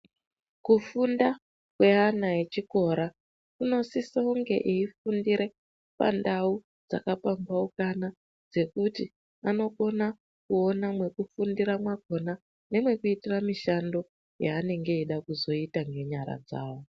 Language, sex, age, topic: Ndau, female, 50+, education